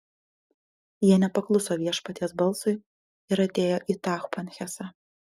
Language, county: Lithuanian, Panevėžys